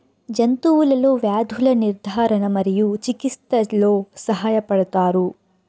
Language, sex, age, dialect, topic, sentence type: Telugu, female, 56-60, Southern, agriculture, statement